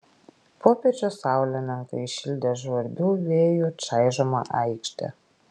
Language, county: Lithuanian, Klaipėda